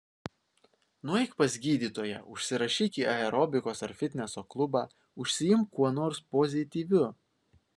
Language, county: Lithuanian, Vilnius